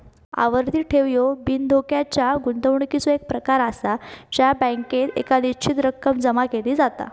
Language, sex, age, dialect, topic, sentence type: Marathi, female, 18-24, Southern Konkan, banking, statement